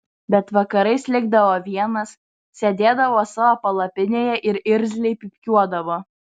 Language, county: Lithuanian, Vilnius